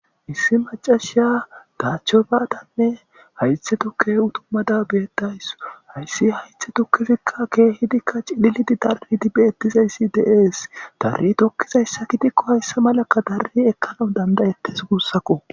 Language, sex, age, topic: Gamo, male, 25-35, agriculture